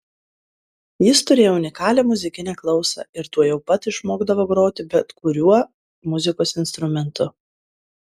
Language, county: Lithuanian, Klaipėda